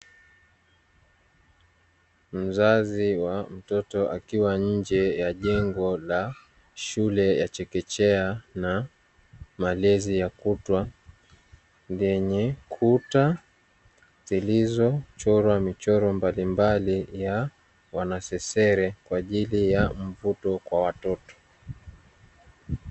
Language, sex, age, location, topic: Swahili, male, 18-24, Dar es Salaam, education